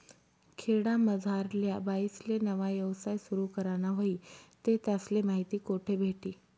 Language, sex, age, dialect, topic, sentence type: Marathi, female, 36-40, Northern Konkan, banking, statement